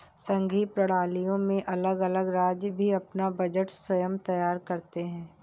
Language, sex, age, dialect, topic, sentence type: Hindi, female, 41-45, Awadhi Bundeli, banking, statement